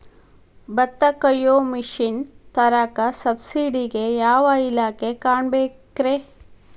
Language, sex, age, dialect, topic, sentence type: Kannada, female, 36-40, Dharwad Kannada, agriculture, question